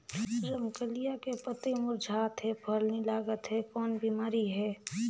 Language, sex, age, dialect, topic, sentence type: Chhattisgarhi, female, 18-24, Northern/Bhandar, agriculture, question